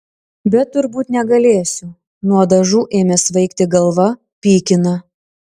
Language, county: Lithuanian, Klaipėda